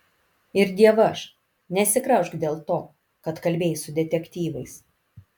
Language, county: Lithuanian, Kaunas